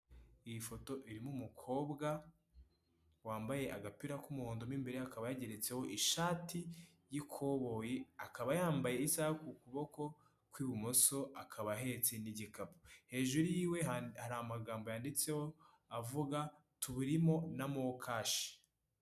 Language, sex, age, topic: Kinyarwanda, male, 18-24, finance